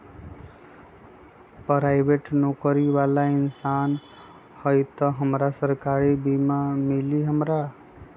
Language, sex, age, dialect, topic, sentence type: Magahi, male, 25-30, Western, agriculture, question